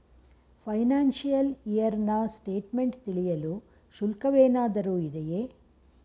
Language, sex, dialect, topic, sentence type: Kannada, female, Mysore Kannada, banking, question